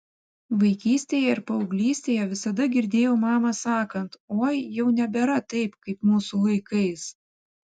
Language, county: Lithuanian, Vilnius